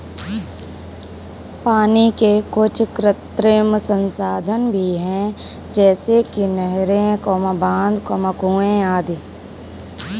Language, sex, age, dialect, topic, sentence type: Hindi, female, 18-24, Kanauji Braj Bhasha, agriculture, statement